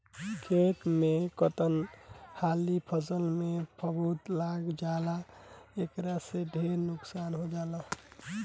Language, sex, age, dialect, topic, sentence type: Bhojpuri, male, 18-24, Southern / Standard, agriculture, statement